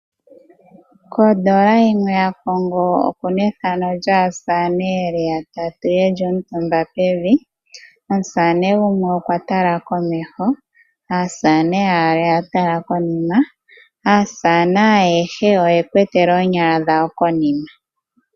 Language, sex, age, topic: Oshiwambo, female, 18-24, finance